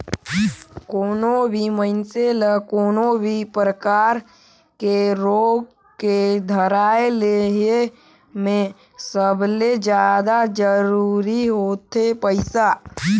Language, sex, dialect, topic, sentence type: Chhattisgarhi, male, Northern/Bhandar, banking, statement